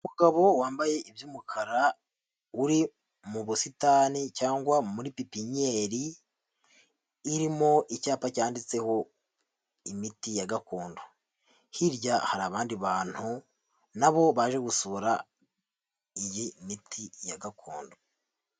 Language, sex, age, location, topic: Kinyarwanda, male, 50+, Huye, health